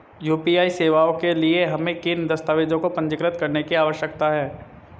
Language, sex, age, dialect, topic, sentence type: Hindi, female, 25-30, Marwari Dhudhari, banking, question